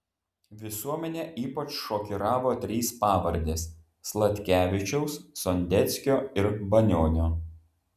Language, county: Lithuanian, Vilnius